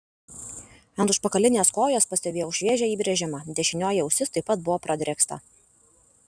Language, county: Lithuanian, Alytus